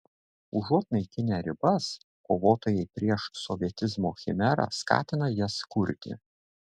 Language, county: Lithuanian, Šiauliai